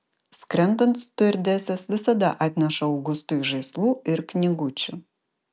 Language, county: Lithuanian, Vilnius